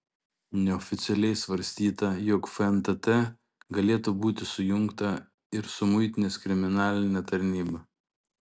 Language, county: Lithuanian, Šiauliai